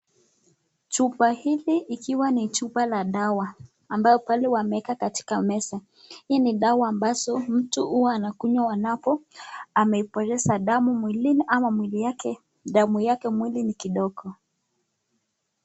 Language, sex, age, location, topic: Swahili, female, 18-24, Nakuru, health